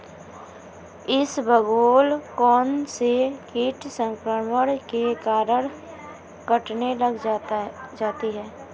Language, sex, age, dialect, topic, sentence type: Hindi, female, 25-30, Marwari Dhudhari, agriculture, question